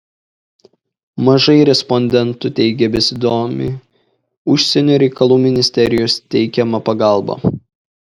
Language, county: Lithuanian, Šiauliai